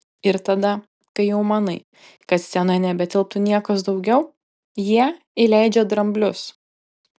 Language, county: Lithuanian, Panevėžys